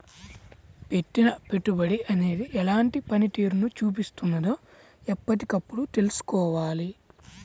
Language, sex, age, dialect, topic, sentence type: Telugu, male, 18-24, Central/Coastal, banking, statement